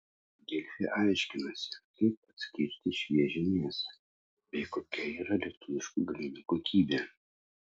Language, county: Lithuanian, Utena